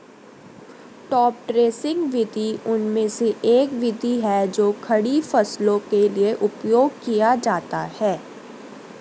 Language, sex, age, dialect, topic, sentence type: Hindi, female, 31-35, Hindustani Malvi Khadi Boli, agriculture, statement